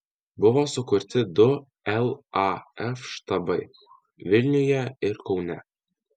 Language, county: Lithuanian, Alytus